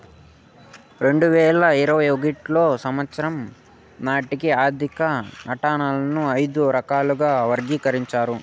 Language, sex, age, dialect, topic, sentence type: Telugu, male, 18-24, Southern, banking, statement